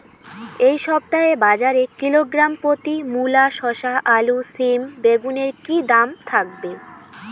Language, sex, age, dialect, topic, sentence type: Bengali, female, 18-24, Rajbangshi, agriculture, question